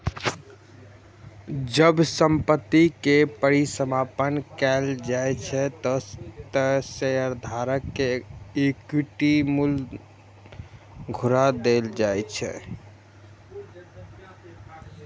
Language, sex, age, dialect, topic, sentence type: Maithili, male, 18-24, Eastern / Thethi, banking, statement